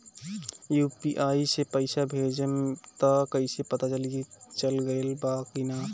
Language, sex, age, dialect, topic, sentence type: Bhojpuri, male, 18-24, Northern, banking, question